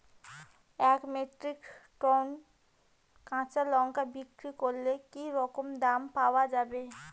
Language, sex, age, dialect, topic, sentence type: Bengali, female, 25-30, Rajbangshi, agriculture, question